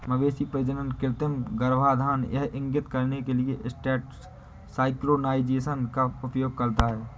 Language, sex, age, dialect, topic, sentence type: Hindi, male, 18-24, Awadhi Bundeli, agriculture, statement